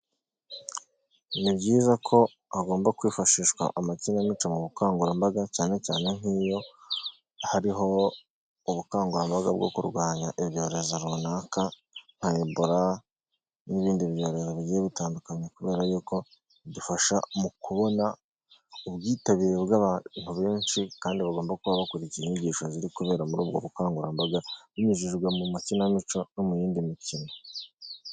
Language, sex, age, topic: Kinyarwanda, male, 25-35, health